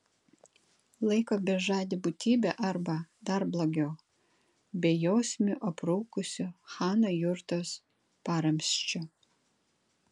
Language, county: Lithuanian, Kaunas